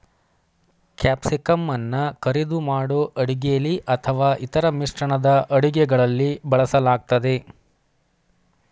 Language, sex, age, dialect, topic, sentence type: Kannada, male, 25-30, Mysore Kannada, agriculture, statement